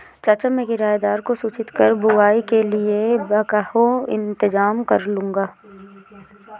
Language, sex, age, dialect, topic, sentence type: Hindi, female, 18-24, Awadhi Bundeli, agriculture, statement